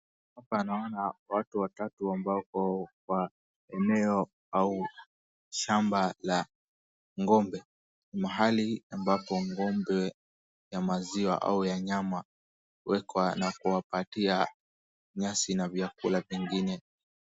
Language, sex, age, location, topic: Swahili, male, 18-24, Wajir, agriculture